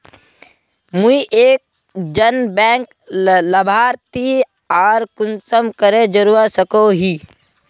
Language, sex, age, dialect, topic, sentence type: Magahi, male, 18-24, Northeastern/Surjapuri, banking, question